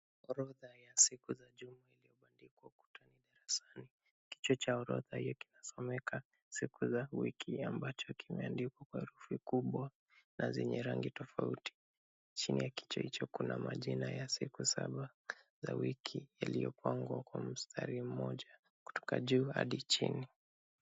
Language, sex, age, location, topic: Swahili, male, 25-35, Kisumu, education